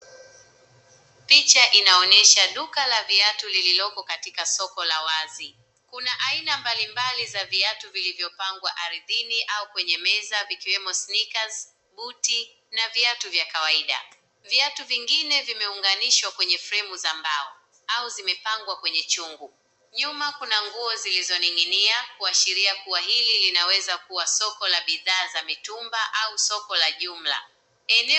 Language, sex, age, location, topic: Swahili, male, 18-24, Nakuru, finance